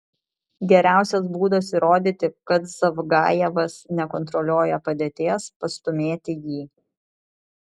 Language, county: Lithuanian, Vilnius